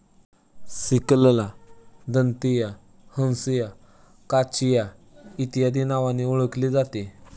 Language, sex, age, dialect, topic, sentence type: Marathi, male, 18-24, Standard Marathi, agriculture, statement